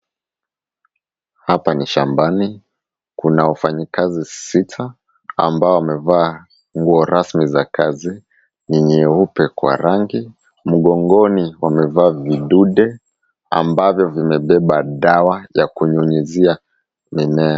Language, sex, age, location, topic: Swahili, male, 25-35, Kisumu, health